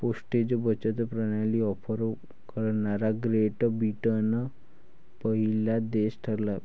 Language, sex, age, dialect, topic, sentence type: Marathi, male, 18-24, Varhadi, banking, statement